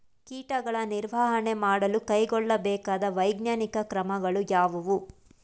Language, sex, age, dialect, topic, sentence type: Kannada, female, 25-30, Mysore Kannada, agriculture, question